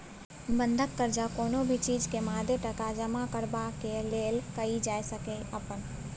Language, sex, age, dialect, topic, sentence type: Maithili, female, 18-24, Bajjika, banking, statement